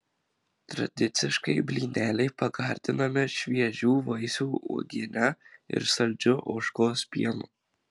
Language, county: Lithuanian, Marijampolė